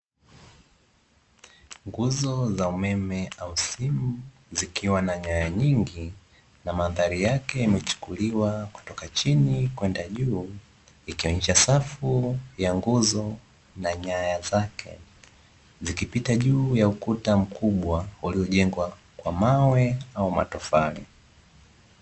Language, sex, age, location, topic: Swahili, male, 18-24, Dar es Salaam, government